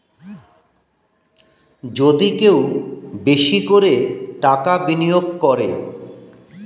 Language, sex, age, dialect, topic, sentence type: Bengali, male, 51-55, Standard Colloquial, banking, statement